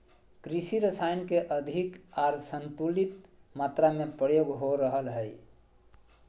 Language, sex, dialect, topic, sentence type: Magahi, male, Southern, agriculture, statement